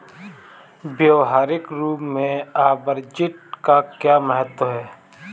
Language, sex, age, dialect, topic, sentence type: Hindi, male, 25-30, Kanauji Braj Bhasha, banking, statement